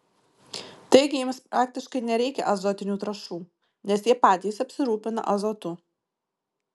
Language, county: Lithuanian, Marijampolė